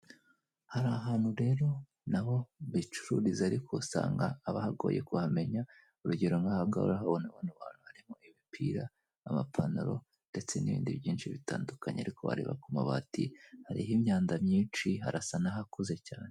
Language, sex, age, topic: Kinyarwanda, female, 18-24, finance